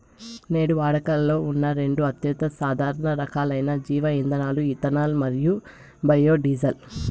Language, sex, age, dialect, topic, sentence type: Telugu, female, 18-24, Southern, agriculture, statement